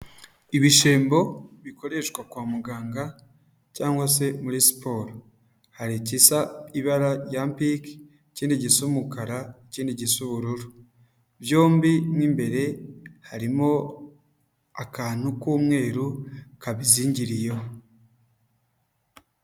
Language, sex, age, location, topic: Kinyarwanda, male, 25-35, Huye, health